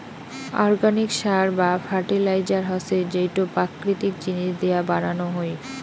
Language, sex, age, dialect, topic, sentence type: Bengali, female, 18-24, Rajbangshi, agriculture, statement